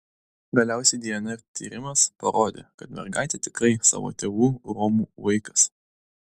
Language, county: Lithuanian, Klaipėda